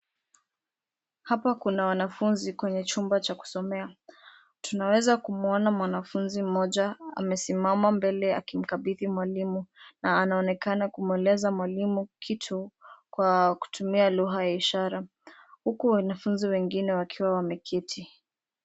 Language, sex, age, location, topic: Swahili, female, 18-24, Nairobi, education